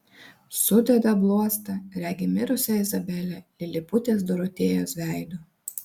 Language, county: Lithuanian, Vilnius